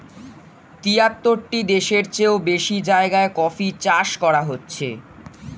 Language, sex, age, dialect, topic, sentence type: Bengali, male, 46-50, Standard Colloquial, agriculture, statement